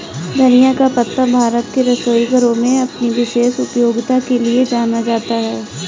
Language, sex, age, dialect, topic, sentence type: Hindi, female, 31-35, Kanauji Braj Bhasha, agriculture, statement